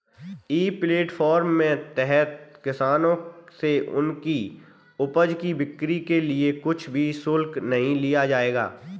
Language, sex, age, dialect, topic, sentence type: Hindi, male, 25-30, Kanauji Braj Bhasha, agriculture, statement